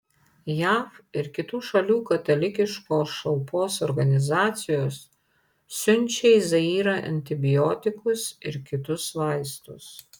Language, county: Lithuanian, Panevėžys